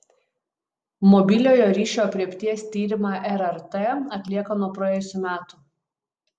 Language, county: Lithuanian, Utena